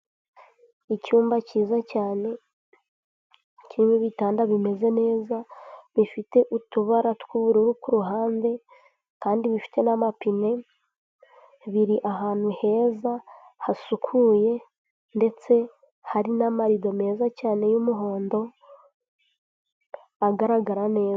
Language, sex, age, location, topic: Kinyarwanda, female, 18-24, Huye, health